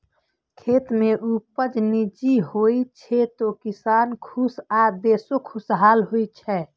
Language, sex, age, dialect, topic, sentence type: Maithili, female, 25-30, Eastern / Thethi, agriculture, statement